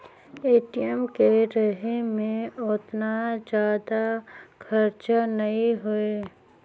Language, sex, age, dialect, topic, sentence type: Chhattisgarhi, female, 36-40, Northern/Bhandar, banking, statement